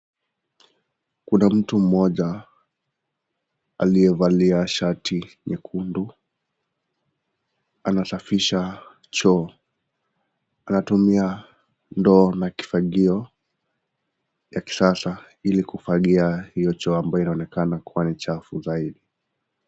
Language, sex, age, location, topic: Swahili, male, 18-24, Nakuru, health